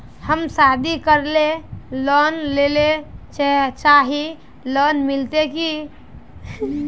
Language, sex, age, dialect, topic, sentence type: Magahi, female, 18-24, Northeastern/Surjapuri, banking, question